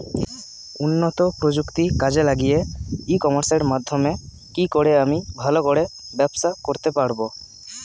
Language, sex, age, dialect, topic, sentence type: Bengali, male, <18, Standard Colloquial, agriculture, question